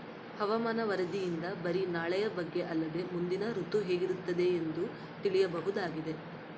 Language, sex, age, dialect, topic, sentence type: Kannada, female, 18-24, Central, agriculture, statement